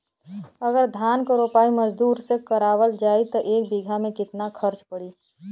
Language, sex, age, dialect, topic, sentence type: Bhojpuri, female, 25-30, Western, agriculture, question